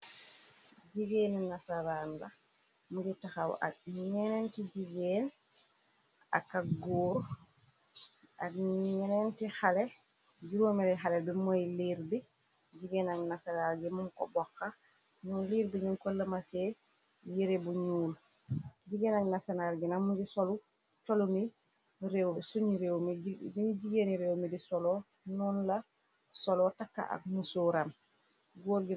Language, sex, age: Wolof, female, 36-49